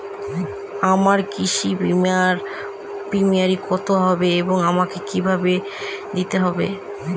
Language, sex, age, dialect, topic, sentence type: Bengali, female, 25-30, Northern/Varendri, banking, question